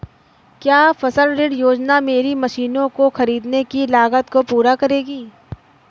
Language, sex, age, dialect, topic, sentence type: Hindi, female, 18-24, Awadhi Bundeli, agriculture, question